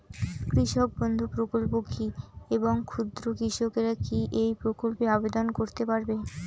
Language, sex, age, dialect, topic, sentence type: Bengali, female, 18-24, Rajbangshi, agriculture, question